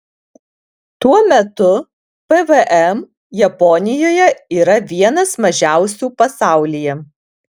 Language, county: Lithuanian, Alytus